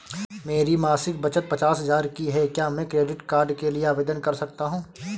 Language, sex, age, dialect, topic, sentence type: Hindi, male, 18-24, Awadhi Bundeli, banking, question